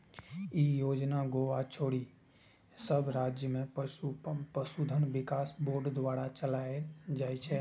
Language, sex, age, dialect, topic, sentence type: Maithili, male, 25-30, Eastern / Thethi, agriculture, statement